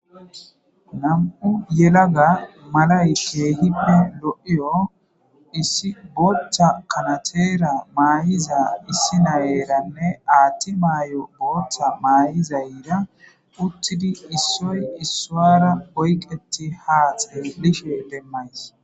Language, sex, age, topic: Gamo, female, 18-24, government